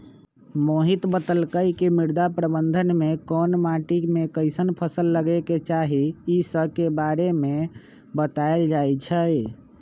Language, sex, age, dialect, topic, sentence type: Magahi, male, 25-30, Western, agriculture, statement